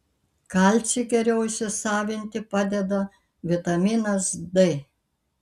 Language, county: Lithuanian, Kaunas